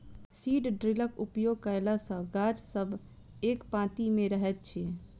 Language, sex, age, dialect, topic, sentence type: Maithili, female, 25-30, Southern/Standard, agriculture, statement